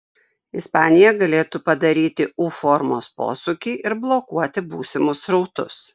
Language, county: Lithuanian, Šiauliai